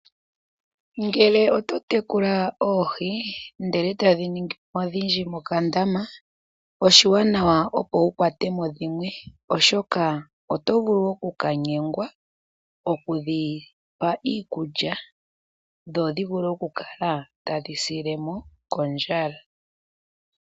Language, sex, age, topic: Oshiwambo, female, 25-35, agriculture